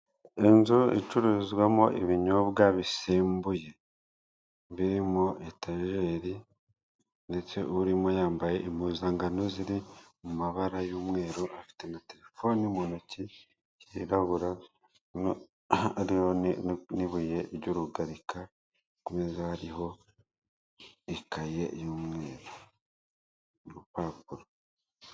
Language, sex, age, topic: Kinyarwanda, male, 25-35, finance